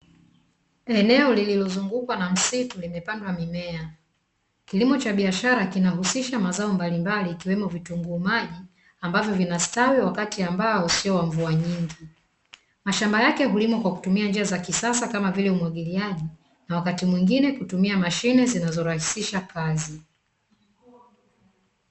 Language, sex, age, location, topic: Swahili, female, 25-35, Dar es Salaam, agriculture